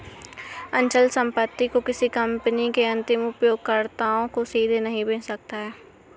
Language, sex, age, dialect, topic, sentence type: Hindi, female, 60-100, Awadhi Bundeli, banking, statement